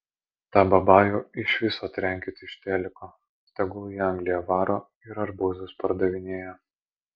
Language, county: Lithuanian, Vilnius